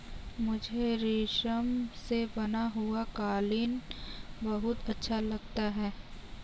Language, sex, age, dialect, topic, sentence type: Hindi, female, 18-24, Kanauji Braj Bhasha, agriculture, statement